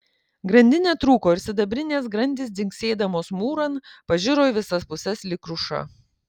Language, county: Lithuanian, Kaunas